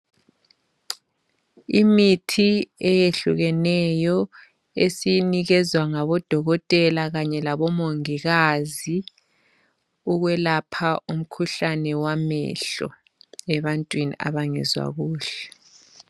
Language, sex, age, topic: North Ndebele, male, 25-35, health